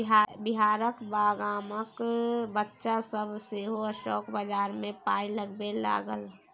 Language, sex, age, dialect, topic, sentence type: Maithili, female, 18-24, Bajjika, banking, statement